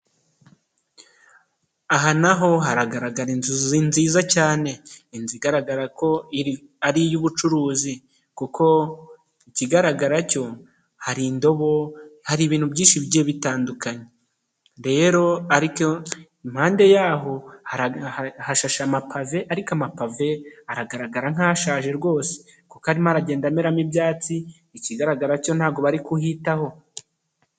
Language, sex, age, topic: Kinyarwanda, male, 25-35, finance